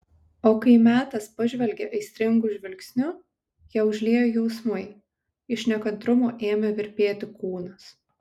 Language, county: Lithuanian, Kaunas